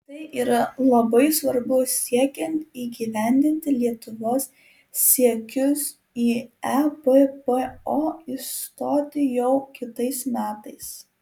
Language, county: Lithuanian, Kaunas